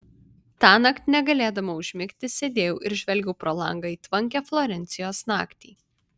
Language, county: Lithuanian, Vilnius